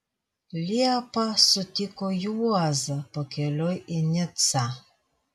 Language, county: Lithuanian, Vilnius